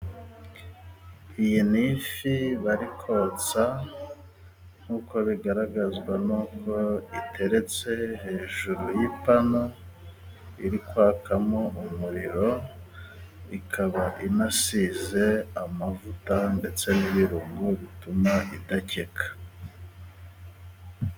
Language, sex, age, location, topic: Kinyarwanda, male, 36-49, Musanze, agriculture